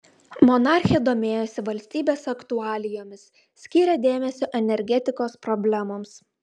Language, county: Lithuanian, Klaipėda